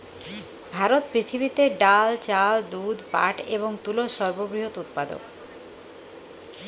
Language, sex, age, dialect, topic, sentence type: Bengali, female, 31-35, Jharkhandi, agriculture, statement